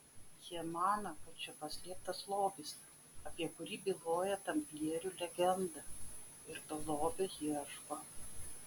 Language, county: Lithuanian, Vilnius